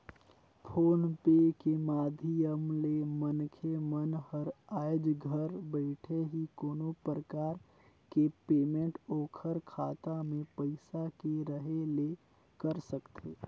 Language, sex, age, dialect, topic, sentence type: Chhattisgarhi, male, 25-30, Northern/Bhandar, banking, statement